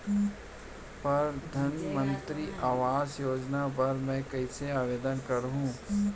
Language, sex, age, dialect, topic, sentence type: Chhattisgarhi, male, 41-45, Central, banking, question